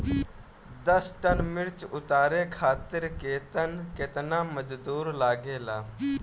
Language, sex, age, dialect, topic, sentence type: Bhojpuri, male, 18-24, Northern, agriculture, question